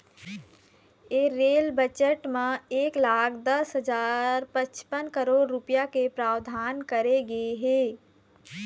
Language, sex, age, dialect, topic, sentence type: Chhattisgarhi, female, 25-30, Eastern, banking, statement